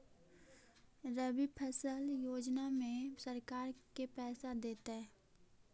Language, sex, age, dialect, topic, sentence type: Magahi, female, 18-24, Central/Standard, banking, question